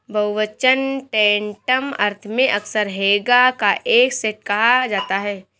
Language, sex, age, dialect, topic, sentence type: Hindi, female, 18-24, Marwari Dhudhari, agriculture, statement